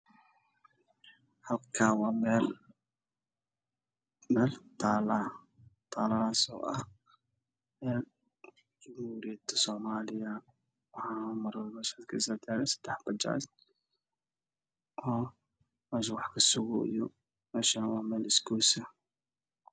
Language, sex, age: Somali, male, 25-35